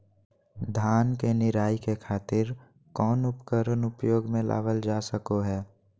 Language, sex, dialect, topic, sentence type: Magahi, male, Southern, agriculture, question